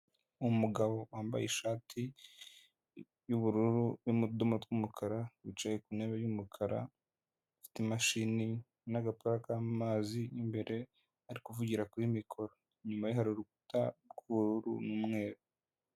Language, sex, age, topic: Kinyarwanda, male, 18-24, government